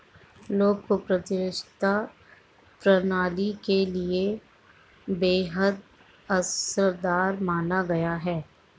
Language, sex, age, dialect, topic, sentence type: Hindi, female, 51-55, Marwari Dhudhari, agriculture, statement